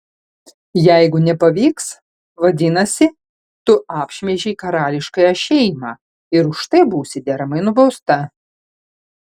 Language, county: Lithuanian, Panevėžys